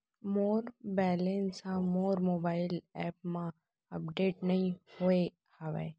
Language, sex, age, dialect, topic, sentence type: Chhattisgarhi, female, 18-24, Central, banking, statement